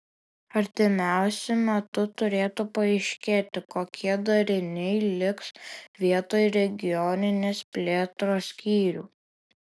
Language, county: Lithuanian, Alytus